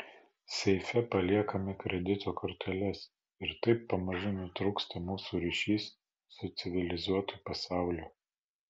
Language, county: Lithuanian, Vilnius